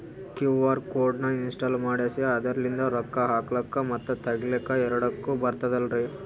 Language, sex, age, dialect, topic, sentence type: Kannada, male, 18-24, Northeastern, banking, question